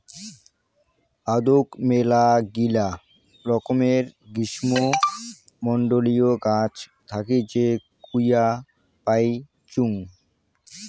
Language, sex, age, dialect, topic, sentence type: Bengali, male, 18-24, Rajbangshi, agriculture, statement